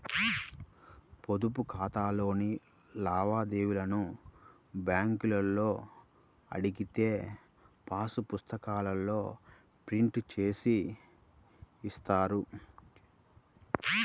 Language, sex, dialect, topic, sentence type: Telugu, male, Central/Coastal, banking, statement